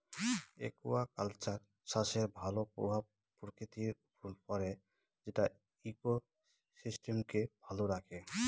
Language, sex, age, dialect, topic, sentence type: Bengali, male, 31-35, Northern/Varendri, agriculture, statement